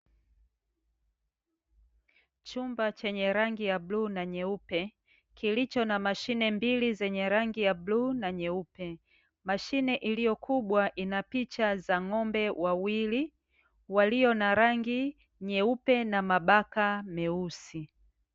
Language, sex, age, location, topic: Swahili, female, 36-49, Dar es Salaam, finance